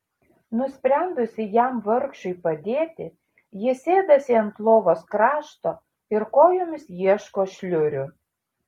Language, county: Lithuanian, Šiauliai